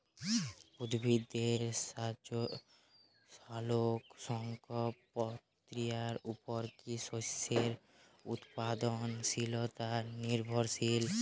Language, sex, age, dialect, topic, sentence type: Bengali, male, 18-24, Jharkhandi, agriculture, question